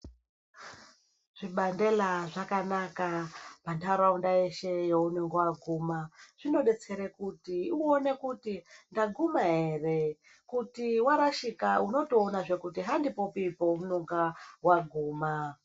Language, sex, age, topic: Ndau, male, 36-49, health